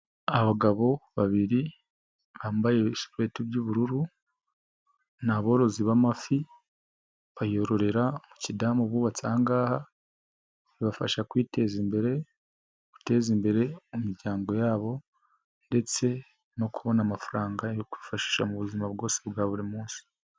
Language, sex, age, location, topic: Kinyarwanda, male, 25-35, Nyagatare, agriculture